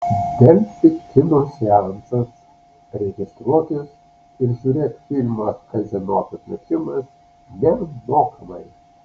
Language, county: Lithuanian, Alytus